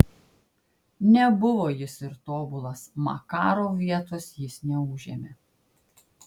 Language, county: Lithuanian, Klaipėda